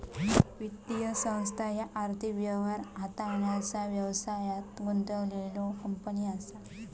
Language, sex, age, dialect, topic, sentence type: Marathi, female, 18-24, Southern Konkan, banking, statement